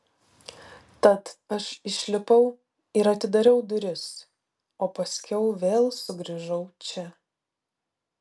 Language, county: Lithuanian, Vilnius